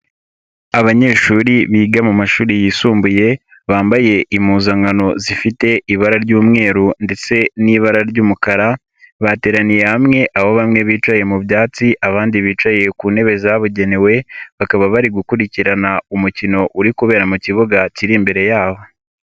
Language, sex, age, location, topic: Kinyarwanda, male, 18-24, Nyagatare, education